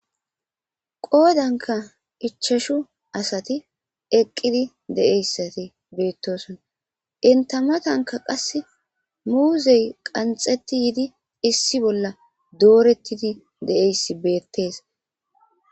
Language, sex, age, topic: Gamo, female, 25-35, government